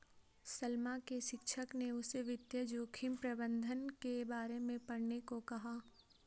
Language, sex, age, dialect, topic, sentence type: Hindi, female, 18-24, Garhwali, banking, statement